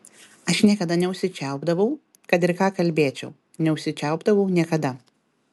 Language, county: Lithuanian, Telšiai